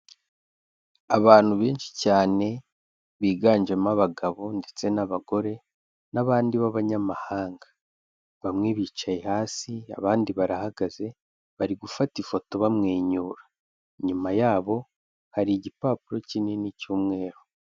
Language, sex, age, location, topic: Kinyarwanda, male, 18-24, Kigali, health